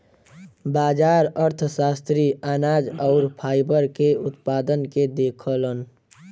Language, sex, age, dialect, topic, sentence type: Bhojpuri, male, 18-24, Western, banking, statement